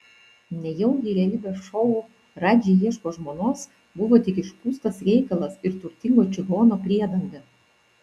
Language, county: Lithuanian, Vilnius